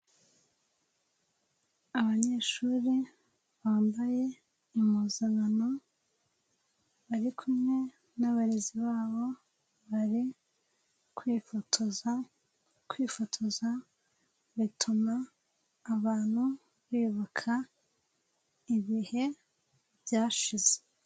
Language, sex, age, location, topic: Kinyarwanda, female, 18-24, Nyagatare, education